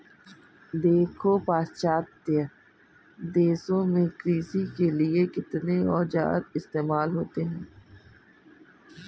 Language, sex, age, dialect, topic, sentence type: Hindi, female, 51-55, Kanauji Braj Bhasha, agriculture, statement